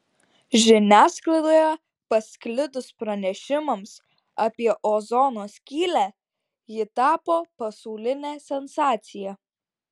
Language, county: Lithuanian, Šiauliai